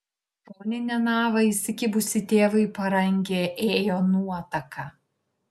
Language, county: Lithuanian, Šiauliai